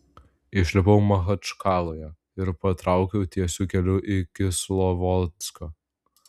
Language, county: Lithuanian, Vilnius